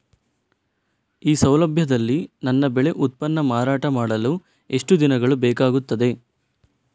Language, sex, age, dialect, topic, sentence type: Kannada, male, 18-24, Coastal/Dakshin, agriculture, question